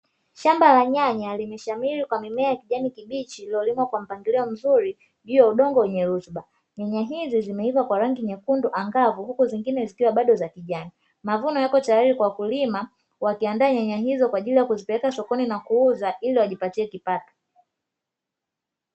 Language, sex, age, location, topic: Swahili, female, 25-35, Dar es Salaam, agriculture